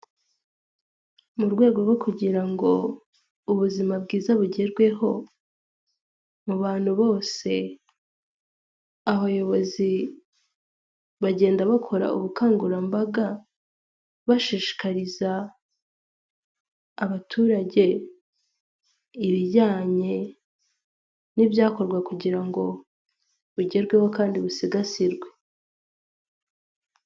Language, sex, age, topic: Kinyarwanda, female, 18-24, health